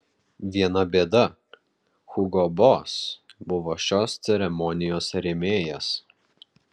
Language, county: Lithuanian, Vilnius